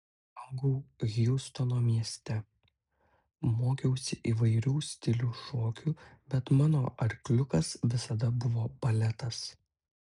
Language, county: Lithuanian, Utena